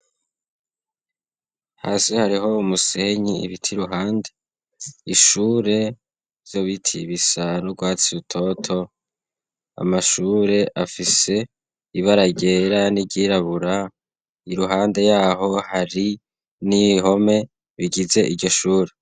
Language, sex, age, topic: Rundi, male, 18-24, education